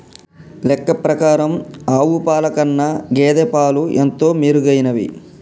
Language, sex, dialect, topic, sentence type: Telugu, male, Telangana, agriculture, statement